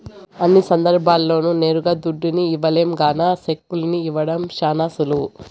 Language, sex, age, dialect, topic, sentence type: Telugu, male, 25-30, Southern, banking, statement